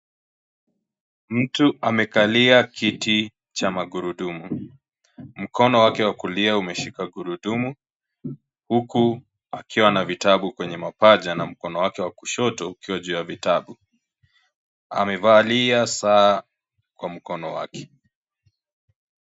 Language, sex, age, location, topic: Swahili, male, 25-35, Kisii, education